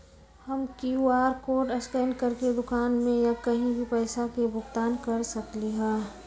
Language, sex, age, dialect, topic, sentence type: Magahi, female, 18-24, Western, banking, question